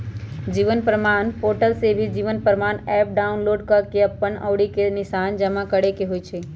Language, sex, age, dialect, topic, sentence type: Magahi, female, 31-35, Western, banking, statement